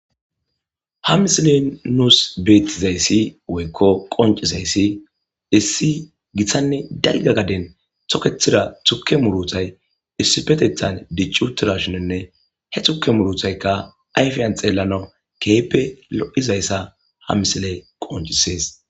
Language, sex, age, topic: Gamo, male, 25-35, agriculture